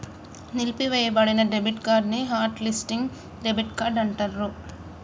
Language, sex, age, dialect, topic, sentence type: Telugu, female, 25-30, Telangana, banking, statement